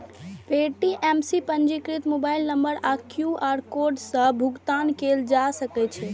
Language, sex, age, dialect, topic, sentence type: Maithili, male, 36-40, Eastern / Thethi, banking, statement